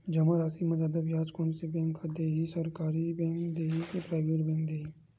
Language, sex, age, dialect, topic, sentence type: Chhattisgarhi, male, 46-50, Western/Budati/Khatahi, banking, question